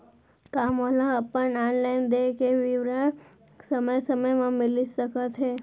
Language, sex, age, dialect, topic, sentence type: Chhattisgarhi, female, 18-24, Central, banking, question